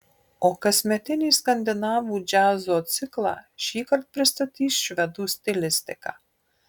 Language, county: Lithuanian, Marijampolė